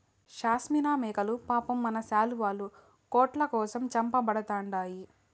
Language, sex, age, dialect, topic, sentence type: Telugu, female, 18-24, Southern, agriculture, statement